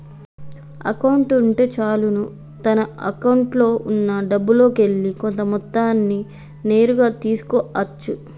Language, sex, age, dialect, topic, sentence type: Telugu, female, 25-30, Telangana, banking, statement